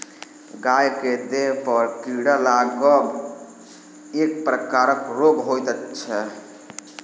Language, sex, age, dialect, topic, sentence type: Maithili, male, 18-24, Southern/Standard, agriculture, statement